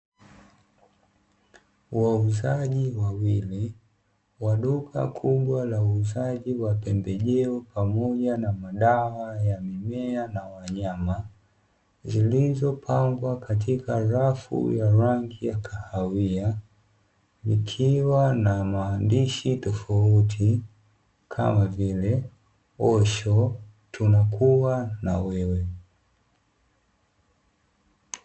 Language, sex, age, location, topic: Swahili, male, 25-35, Dar es Salaam, agriculture